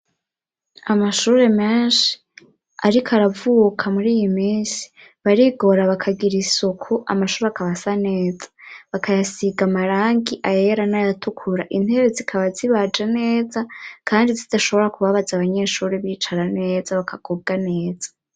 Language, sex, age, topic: Rundi, male, 18-24, education